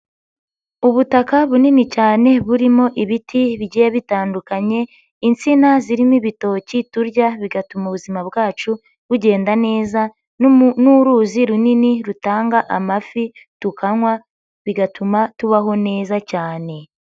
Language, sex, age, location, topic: Kinyarwanda, female, 50+, Nyagatare, agriculture